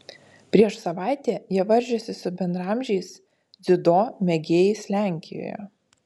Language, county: Lithuanian, Utena